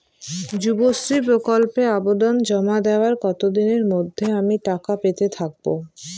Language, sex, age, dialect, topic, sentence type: Bengali, female, <18, Northern/Varendri, banking, question